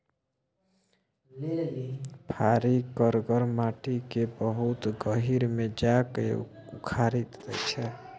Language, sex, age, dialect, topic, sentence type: Maithili, male, 36-40, Bajjika, agriculture, statement